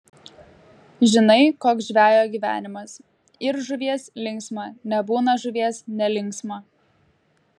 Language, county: Lithuanian, Klaipėda